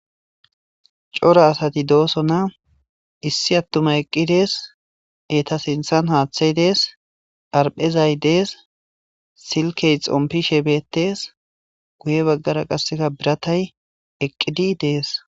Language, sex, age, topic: Gamo, male, 18-24, government